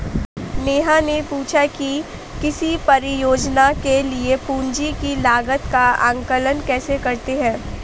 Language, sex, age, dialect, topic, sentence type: Hindi, female, 18-24, Awadhi Bundeli, banking, statement